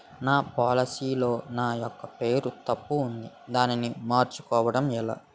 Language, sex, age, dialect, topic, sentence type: Telugu, male, 18-24, Utterandhra, banking, question